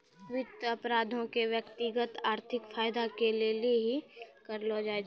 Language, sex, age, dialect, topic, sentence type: Maithili, female, 18-24, Angika, banking, statement